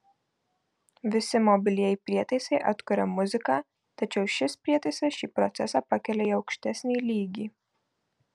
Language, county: Lithuanian, Marijampolė